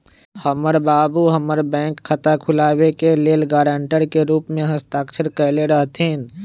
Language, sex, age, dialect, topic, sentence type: Magahi, male, 25-30, Western, banking, statement